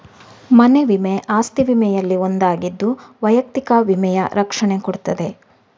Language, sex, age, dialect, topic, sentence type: Kannada, female, 18-24, Coastal/Dakshin, banking, statement